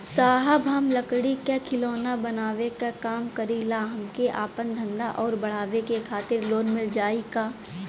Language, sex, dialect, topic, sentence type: Bhojpuri, female, Western, banking, question